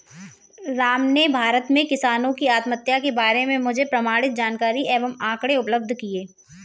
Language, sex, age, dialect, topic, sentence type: Hindi, female, 18-24, Kanauji Braj Bhasha, agriculture, statement